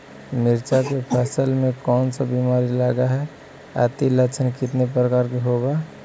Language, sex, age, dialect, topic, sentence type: Magahi, male, 56-60, Central/Standard, agriculture, question